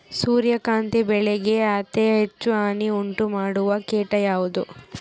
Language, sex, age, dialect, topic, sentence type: Kannada, female, 18-24, Central, agriculture, question